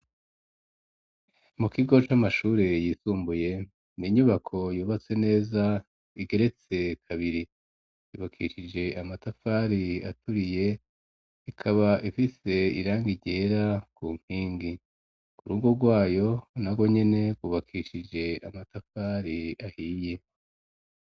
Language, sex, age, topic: Rundi, female, 25-35, education